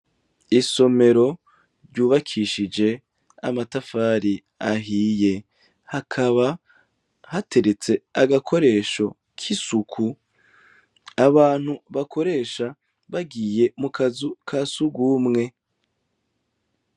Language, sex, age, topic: Rundi, male, 25-35, education